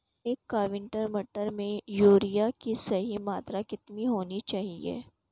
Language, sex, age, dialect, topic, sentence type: Hindi, female, 18-24, Marwari Dhudhari, agriculture, question